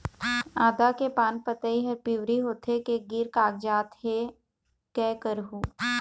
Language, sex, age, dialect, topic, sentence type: Chhattisgarhi, female, 18-24, Eastern, agriculture, question